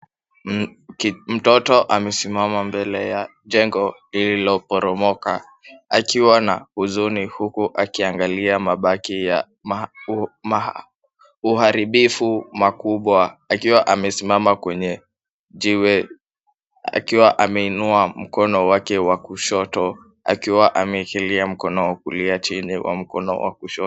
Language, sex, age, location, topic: Swahili, male, 18-24, Kisumu, health